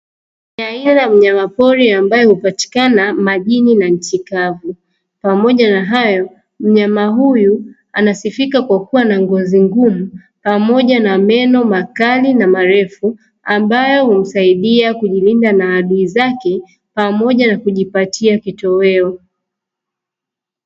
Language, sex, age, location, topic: Swahili, female, 25-35, Dar es Salaam, agriculture